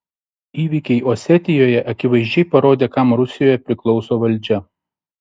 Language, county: Lithuanian, Šiauliai